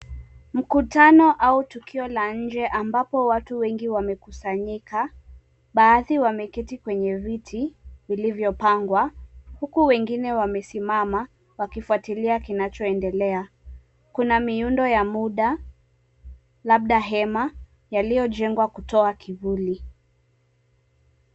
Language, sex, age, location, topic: Swahili, female, 18-24, Mombasa, government